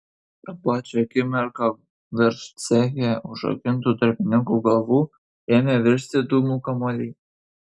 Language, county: Lithuanian, Kaunas